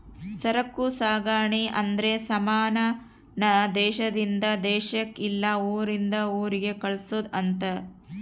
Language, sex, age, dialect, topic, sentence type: Kannada, female, 36-40, Central, banking, statement